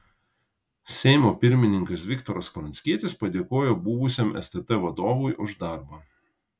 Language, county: Lithuanian, Kaunas